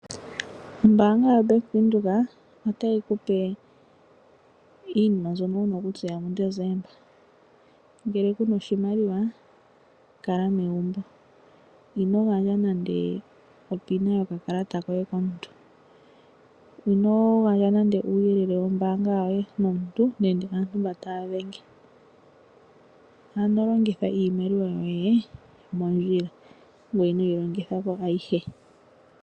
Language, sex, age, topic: Oshiwambo, female, 25-35, finance